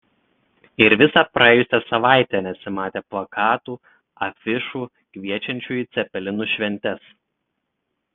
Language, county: Lithuanian, Telšiai